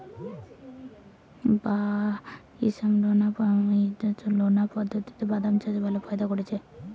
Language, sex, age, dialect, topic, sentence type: Bengali, female, 18-24, Rajbangshi, agriculture, question